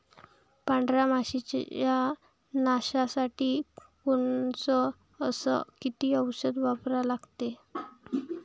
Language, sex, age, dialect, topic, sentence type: Marathi, female, 18-24, Varhadi, agriculture, question